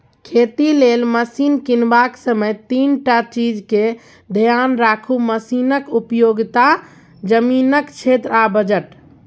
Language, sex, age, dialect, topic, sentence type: Maithili, female, 41-45, Bajjika, agriculture, statement